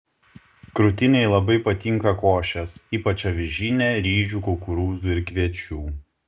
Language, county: Lithuanian, Šiauliai